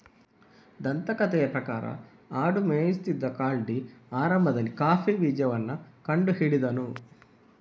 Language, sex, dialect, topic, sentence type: Kannada, male, Coastal/Dakshin, agriculture, statement